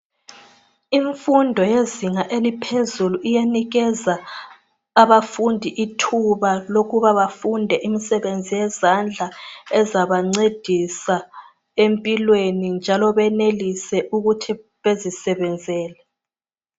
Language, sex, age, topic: North Ndebele, female, 25-35, education